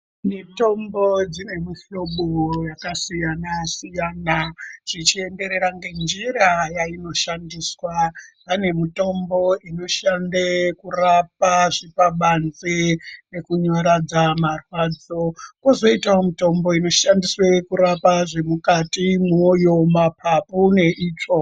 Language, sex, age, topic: Ndau, male, 18-24, health